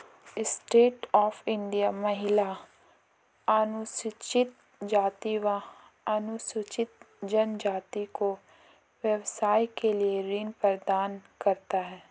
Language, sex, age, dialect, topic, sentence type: Hindi, female, 18-24, Marwari Dhudhari, banking, statement